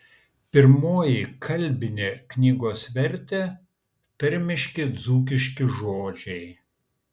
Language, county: Lithuanian, Kaunas